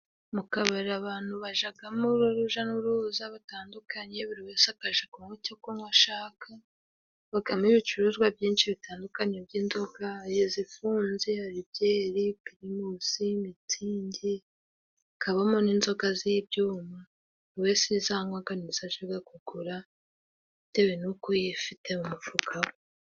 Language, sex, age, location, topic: Kinyarwanda, female, 25-35, Musanze, finance